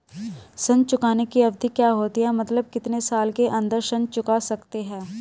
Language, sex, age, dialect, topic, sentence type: Hindi, female, 25-30, Hindustani Malvi Khadi Boli, banking, question